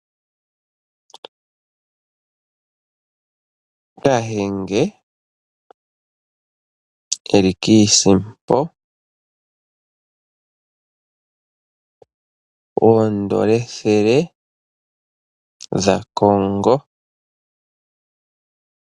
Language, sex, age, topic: Oshiwambo, male, 25-35, finance